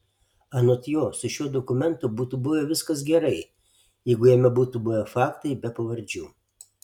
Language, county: Lithuanian, Alytus